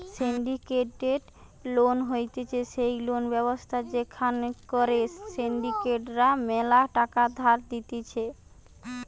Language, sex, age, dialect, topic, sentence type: Bengali, female, 18-24, Western, banking, statement